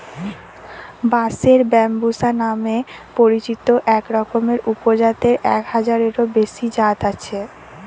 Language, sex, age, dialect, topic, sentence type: Bengali, female, 18-24, Western, agriculture, statement